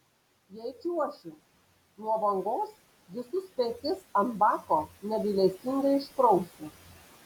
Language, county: Lithuanian, Panevėžys